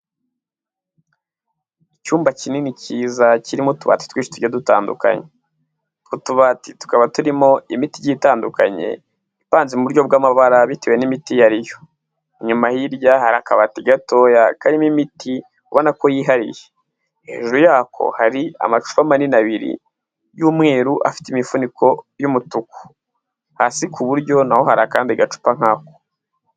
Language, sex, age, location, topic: Kinyarwanda, male, 18-24, Huye, health